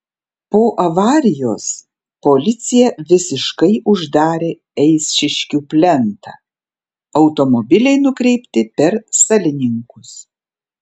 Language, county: Lithuanian, Panevėžys